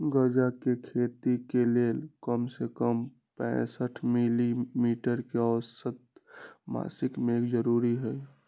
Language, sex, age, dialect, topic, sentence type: Magahi, male, 60-100, Western, agriculture, statement